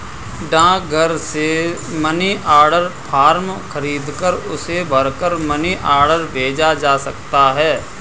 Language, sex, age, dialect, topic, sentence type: Hindi, male, 25-30, Kanauji Braj Bhasha, banking, statement